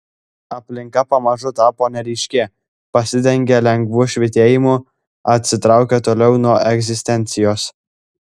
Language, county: Lithuanian, Klaipėda